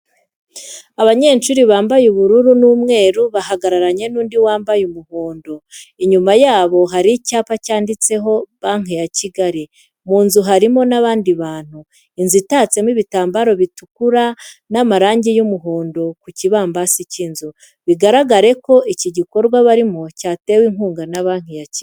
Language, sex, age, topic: Kinyarwanda, female, 25-35, education